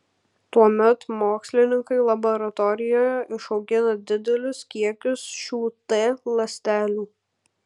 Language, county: Lithuanian, Kaunas